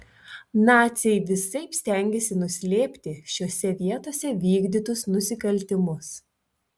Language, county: Lithuanian, Telšiai